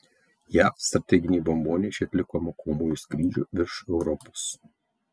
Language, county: Lithuanian, Kaunas